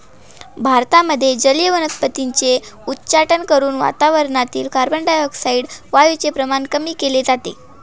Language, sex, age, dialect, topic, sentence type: Marathi, male, 18-24, Northern Konkan, agriculture, statement